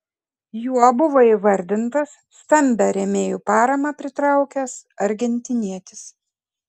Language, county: Lithuanian, Kaunas